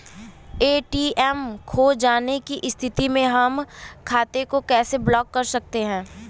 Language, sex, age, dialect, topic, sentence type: Bhojpuri, female, 18-24, Western, banking, question